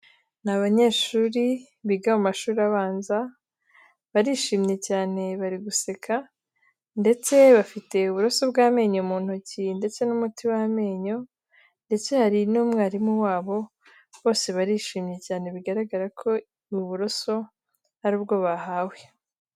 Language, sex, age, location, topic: Kinyarwanda, female, 18-24, Kigali, health